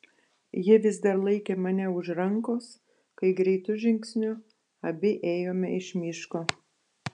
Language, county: Lithuanian, Panevėžys